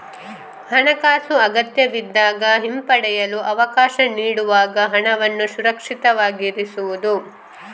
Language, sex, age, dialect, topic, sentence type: Kannada, female, 25-30, Coastal/Dakshin, banking, statement